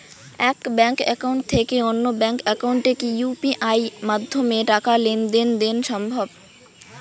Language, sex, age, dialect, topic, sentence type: Bengali, female, 18-24, Rajbangshi, banking, question